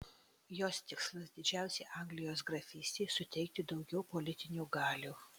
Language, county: Lithuanian, Utena